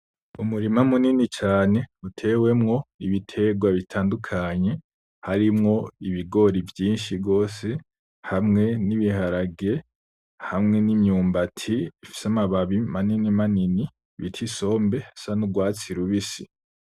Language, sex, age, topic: Rundi, male, 18-24, agriculture